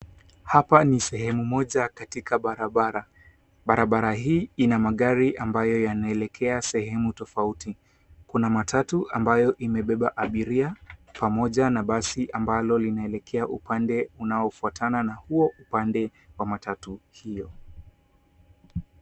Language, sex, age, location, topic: Swahili, male, 18-24, Nairobi, government